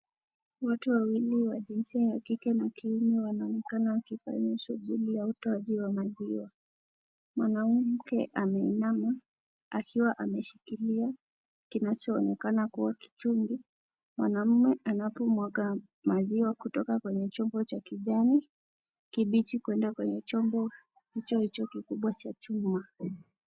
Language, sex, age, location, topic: Swahili, female, 18-24, Kisii, agriculture